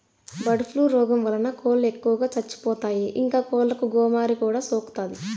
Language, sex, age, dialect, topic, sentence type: Telugu, female, 18-24, Southern, agriculture, statement